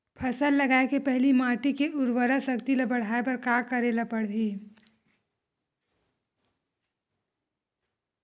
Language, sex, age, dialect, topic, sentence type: Chhattisgarhi, female, 31-35, Western/Budati/Khatahi, agriculture, question